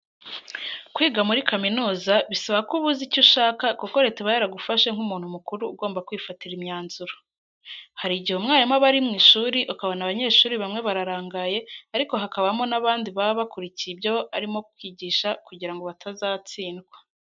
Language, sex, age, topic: Kinyarwanda, female, 18-24, education